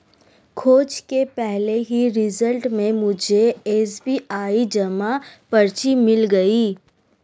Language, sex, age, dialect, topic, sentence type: Hindi, female, 18-24, Marwari Dhudhari, banking, statement